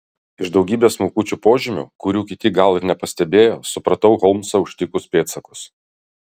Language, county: Lithuanian, Kaunas